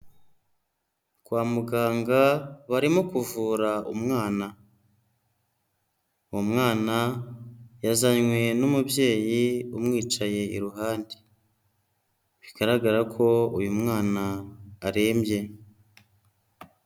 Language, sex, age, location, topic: Kinyarwanda, female, 25-35, Huye, health